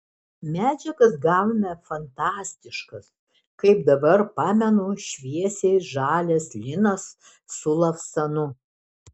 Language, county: Lithuanian, Šiauliai